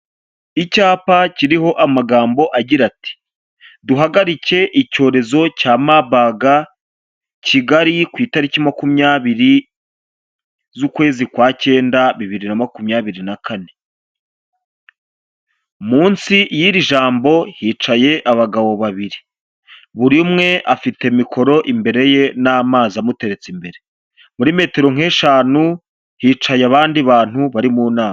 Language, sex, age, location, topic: Kinyarwanda, male, 25-35, Huye, health